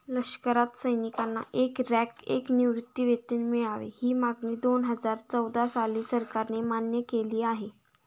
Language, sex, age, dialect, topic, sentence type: Marathi, female, 18-24, Standard Marathi, banking, statement